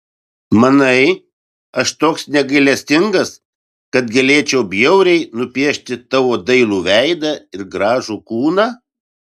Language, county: Lithuanian, Vilnius